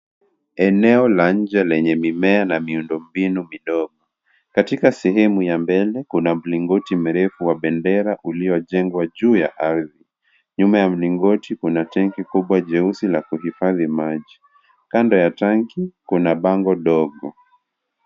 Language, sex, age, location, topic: Swahili, male, 25-35, Kisii, education